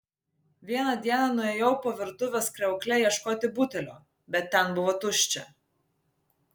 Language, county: Lithuanian, Vilnius